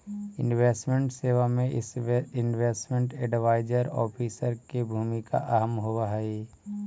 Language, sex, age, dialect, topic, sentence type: Magahi, male, 56-60, Central/Standard, banking, statement